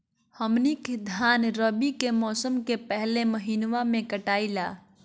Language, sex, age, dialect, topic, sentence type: Magahi, female, 41-45, Southern, agriculture, question